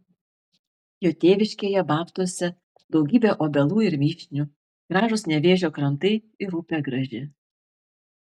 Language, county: Lithuanian, Vilnius